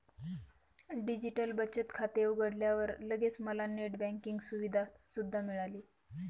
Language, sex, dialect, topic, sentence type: Marathi, female, Northern Konkan, banking, statement